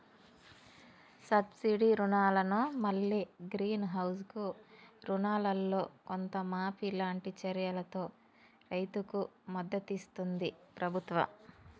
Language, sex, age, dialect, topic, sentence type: Telugu, female, 18-24, Telangana, agriculture, statement